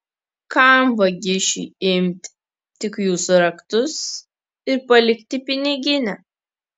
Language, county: Lithuanian, Kaunas